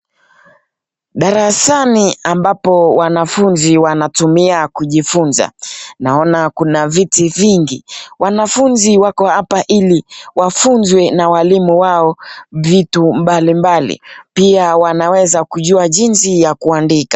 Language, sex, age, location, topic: Swahili, male, 25-35, Nakuru, education